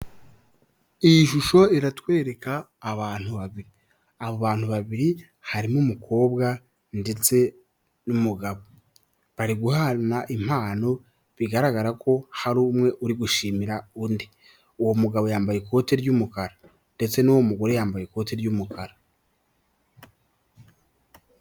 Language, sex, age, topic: Kinyarwanda, male, 18-24, finance